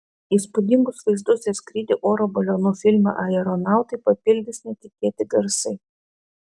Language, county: Lithuanian, Klaipėda